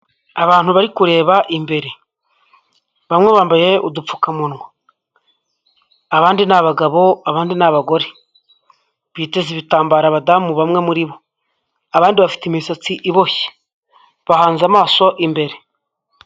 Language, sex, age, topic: Kinyarwanda, male, 25-35, government